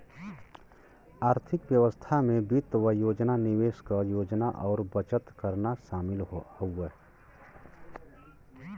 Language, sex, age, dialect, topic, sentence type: Bhojpuri, male, 31-35, Western, banking, statement